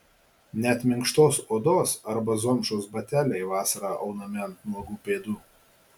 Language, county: Lithuanian, Marijampolė